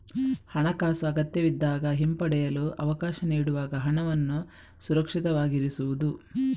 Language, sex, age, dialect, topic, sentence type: Kannada, female, 25-30, Coastal/Dakshin, banking, statement